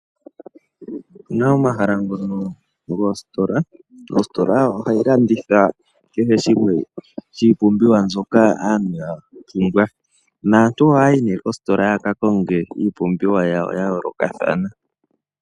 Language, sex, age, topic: Oshiwambo, female, 18-24, finance